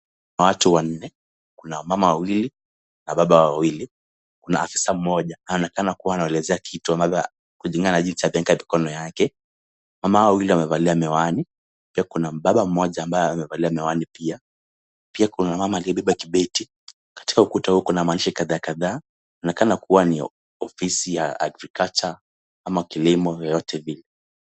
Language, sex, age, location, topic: Swahili, male, 18-24, Kisumu, agriculture